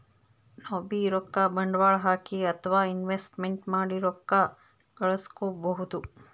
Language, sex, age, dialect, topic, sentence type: Kannada, female, 25-30, Northeastern, banking, statement